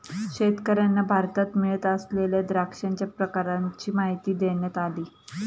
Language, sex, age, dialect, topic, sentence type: Marathi, female, 31-35, Standard Marathi, agriculture, statement